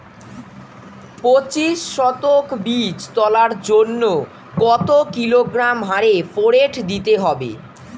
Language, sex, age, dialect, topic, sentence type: Bengali, female, 36-40, Standard Colloquial, agriculture, question